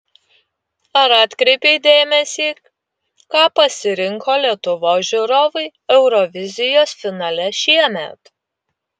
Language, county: Lithuanian, Utena